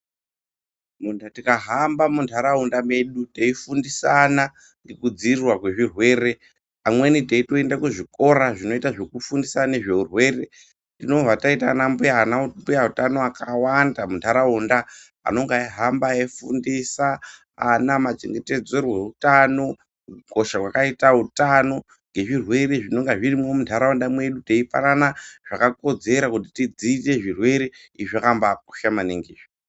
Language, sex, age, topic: Ndau, male, 18-24, health